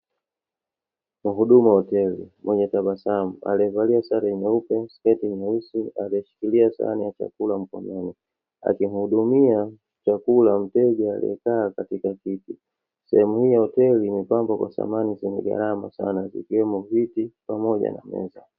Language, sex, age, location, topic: Swahili, male, 36-49, Dar es Salaam, finance